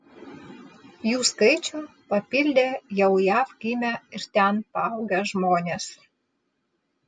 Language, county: Lithuanian, Vilnius